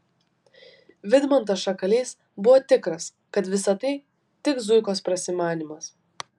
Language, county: Lithuanian, Vilnius